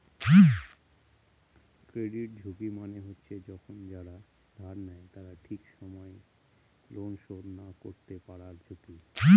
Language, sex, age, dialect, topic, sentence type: Bengali, male, 31-35, Northern/Varendri, banking, statement